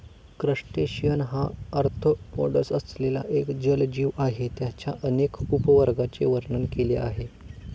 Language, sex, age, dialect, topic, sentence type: Marathi, male, 18-24, Standard Marathi, agriculture, statement